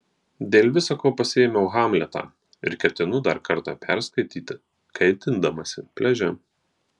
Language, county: Lithuanian, Marijampolė